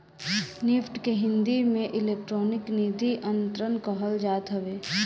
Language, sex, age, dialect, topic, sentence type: Bhojpuri, female, 18-24, Northern, banking, statement